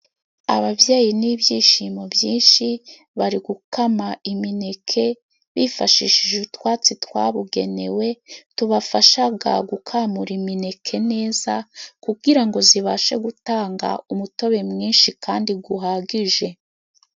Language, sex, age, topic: Kinyarwanda, female, 36-49, government